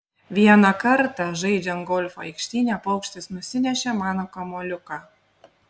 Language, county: Lithuanian, Panevėžys